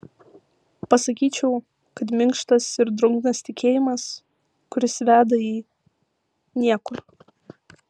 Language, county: Lithuanian, Vilnius